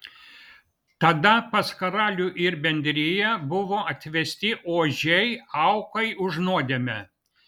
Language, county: Lithuanian, Vilnius